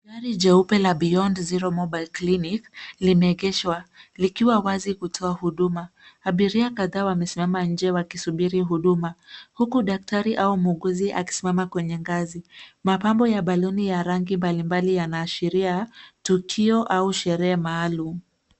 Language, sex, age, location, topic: Swahili, female, 36-49, Nairobi, health